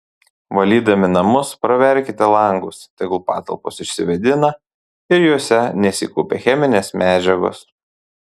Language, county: Lithuanian, Panevėžys